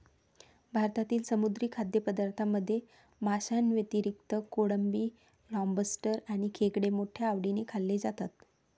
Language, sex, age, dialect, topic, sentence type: Marathi, female, 36-40, Varhadi, agriculture, statement